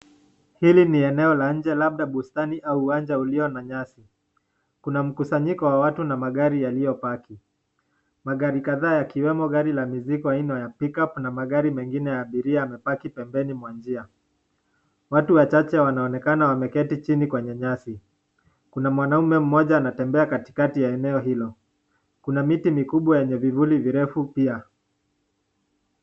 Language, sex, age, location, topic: Swahili, male, 18-24, Nakuru, finance